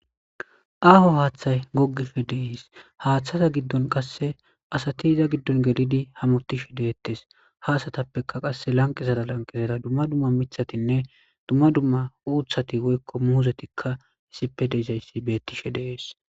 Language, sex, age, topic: Gamo, male, 25-35, government